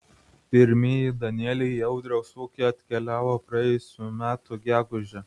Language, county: Lithuanian, Vilnius